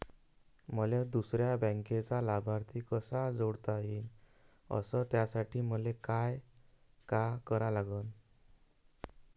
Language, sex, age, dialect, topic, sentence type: Marathi, male, 31-35, Varhadi, banking, question